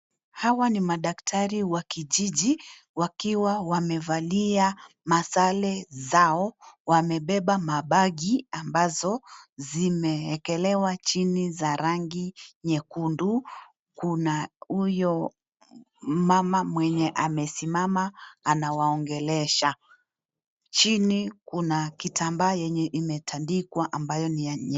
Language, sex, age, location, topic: Swahili, female, 36-49, Kisii, health